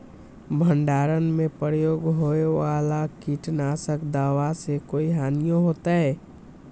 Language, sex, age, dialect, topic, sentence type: Magahi, male, 18-24, Western, agriculture, question